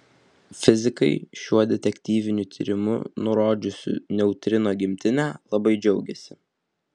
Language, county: Lithuanian, Vilnius